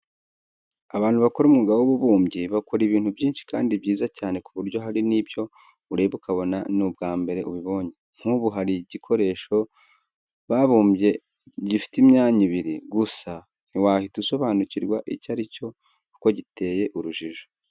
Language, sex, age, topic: Kinyarwanda, male, 25-35, education